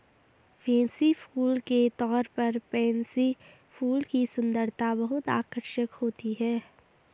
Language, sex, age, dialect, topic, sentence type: Hindi, female, 18-24, Garhwali, agriculture, statement